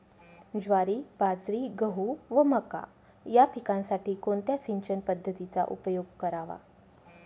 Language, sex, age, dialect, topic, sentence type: Marathi, female, 25-30, Northern Konkan, agriculture, question